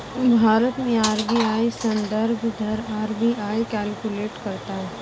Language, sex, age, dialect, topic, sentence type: Hindi, female, 31-35, Marwari Dhudhari, banking, statement